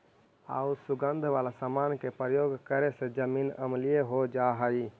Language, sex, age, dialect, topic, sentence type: Magahi, male, 18-24, Central/Standard, banking, statement